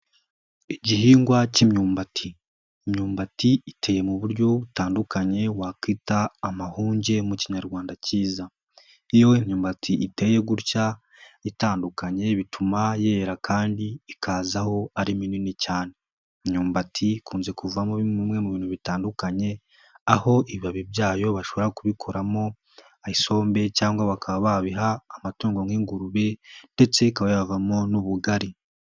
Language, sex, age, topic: Kinyarwanda, male, 18-24, agriculture